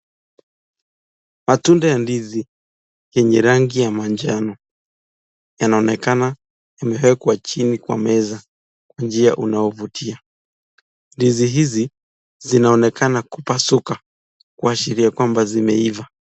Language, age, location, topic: Swahili, 36-49, Nakuru, agriculture